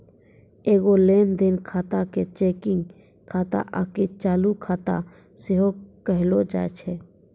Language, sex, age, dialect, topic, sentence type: Maithili, female, 51-55, Angika, banking, statement